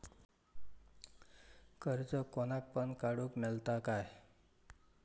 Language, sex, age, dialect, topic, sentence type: Marathi, male, 46-50, Southern Konkan, banking, question